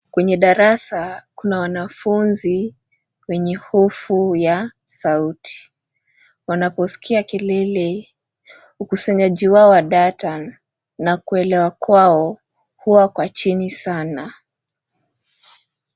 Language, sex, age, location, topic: Swahili, female, 18-24, Nairobi, education